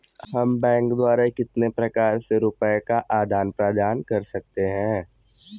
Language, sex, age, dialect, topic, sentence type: Hindi, male, 18-24, Kanauji Braj Bhasha, banking, question